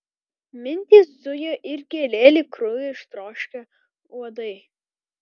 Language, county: Lithuanian, Kaunas